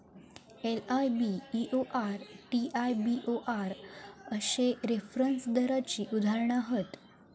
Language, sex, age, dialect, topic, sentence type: Marathi, female, 18-24, Southern Konkan, banking, statement